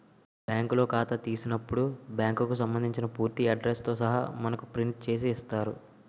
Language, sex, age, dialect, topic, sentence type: Telugu, male, 18-24, Utterandhra, banking, statement